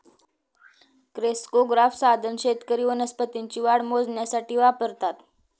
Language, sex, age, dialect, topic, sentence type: Marathi, female, 18-24, Northern Konkan, agriculture, statement